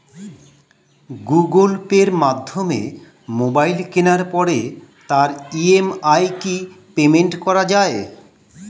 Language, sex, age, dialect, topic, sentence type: Bengali, male, 51-55, Standard Colloquial, banking, question